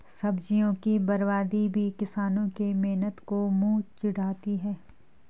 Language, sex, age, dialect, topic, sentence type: Hindi, female, 36-40, Garhwali, agriculture, statement